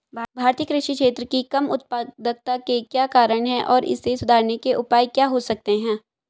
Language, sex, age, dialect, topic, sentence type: Hindi, female, 18-24, Hindustani Malvi Khadi Boli, agriculture, question